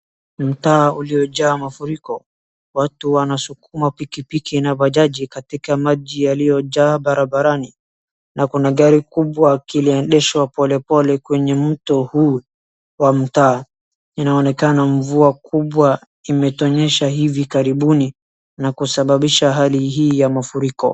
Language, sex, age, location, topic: Swahili, male, 18-24, Wajir, health